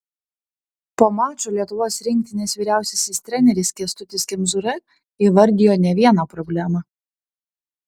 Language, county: Lithuanian, Panevėžys